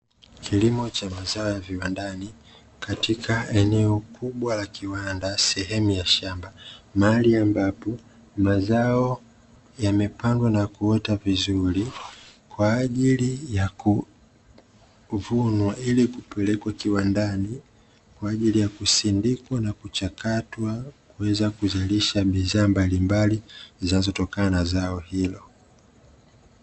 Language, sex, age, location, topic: Swahili, male, 25-35, Dar es Salaam, agriculture